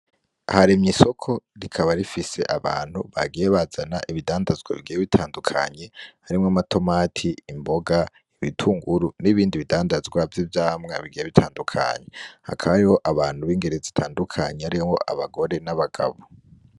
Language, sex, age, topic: Rundi, female, 18-24, agriculture